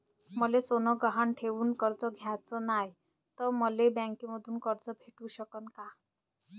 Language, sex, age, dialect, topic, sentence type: Marathi, female, 25-30, Varhadi, banking, question